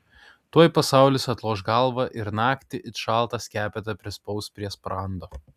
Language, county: Lithuanian, Kaunas